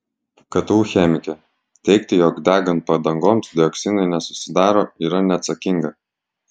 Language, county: Lithuanian, Klaipėda